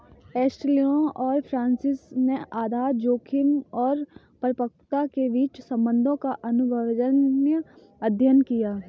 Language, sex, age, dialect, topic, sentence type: Hindi, female, 18-24, Kanauji Braj Bhasha, banking, statement